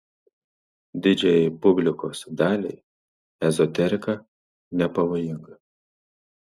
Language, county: Lithuanian, Marijampolė